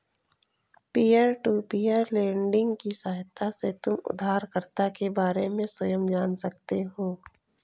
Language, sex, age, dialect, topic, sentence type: Hindi, female, 18-24, Kanauji Braj Bhasha, banking, statement